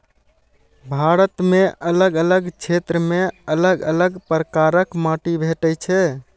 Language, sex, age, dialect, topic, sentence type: Maithili, male, 18-24, Eastern / Thethi, agriculture, statement